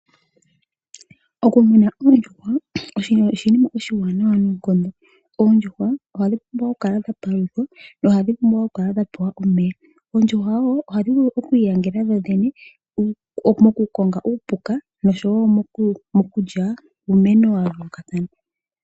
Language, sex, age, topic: Oshiwambo, female, 18-24, agriculture